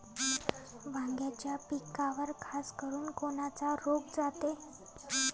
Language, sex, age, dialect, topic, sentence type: Marathi, female, 18-24, Varhadi, agriculture, question